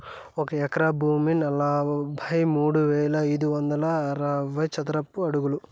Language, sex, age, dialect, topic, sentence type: Telugu, male, 18-24, Southern, agriculture, statement